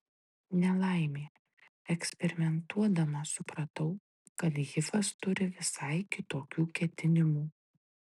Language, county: Lithuanian, Tauragė